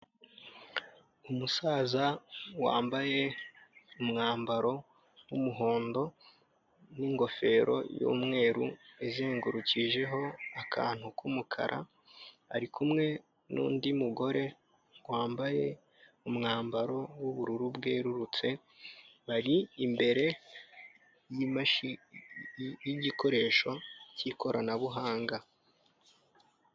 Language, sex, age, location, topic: Kinyarwanda, male, 25-35, Kigali, finance